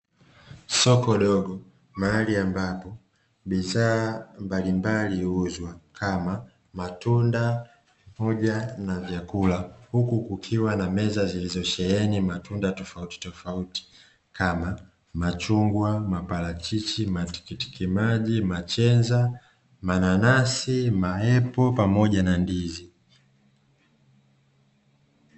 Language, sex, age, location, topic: Swahili, male, 25-35, Dar es Salaam, finance